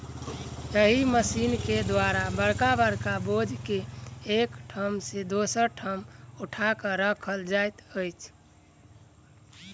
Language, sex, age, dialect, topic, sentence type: Maithili, male, 18-24, Southern/Standard, agriculture, statement